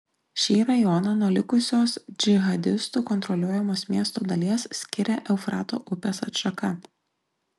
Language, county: Lithuanian, Klaipėda